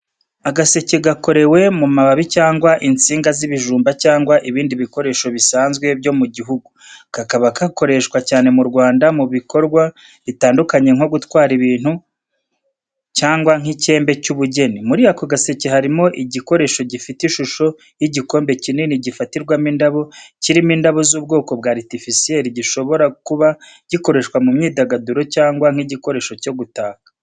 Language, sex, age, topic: Kinyarwanda, male, 36-49, education